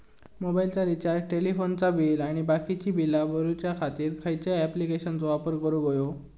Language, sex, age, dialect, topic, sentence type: Marathi, male, 18-24, Southern Konkan, banking, question